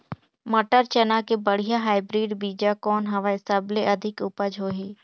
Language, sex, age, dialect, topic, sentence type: Chhattisgarhi, female, 18-24, Northern/Bhandar, agriculture, question